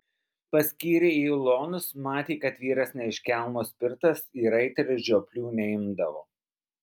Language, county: Lithuanian, Alytus